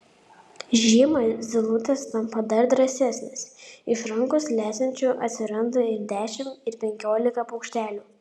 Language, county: Lithuanian, Panevėžys